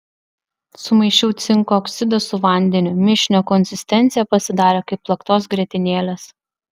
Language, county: Lithuanian, Vilnius